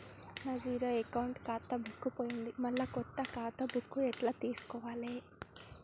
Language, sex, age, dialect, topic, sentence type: Telugu, female, 18-24, Telangana, banking, question